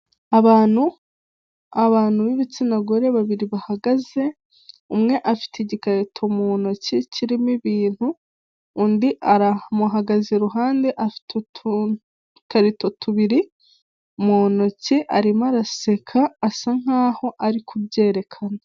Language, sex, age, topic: Kinyarwanda, female, 18-24, finance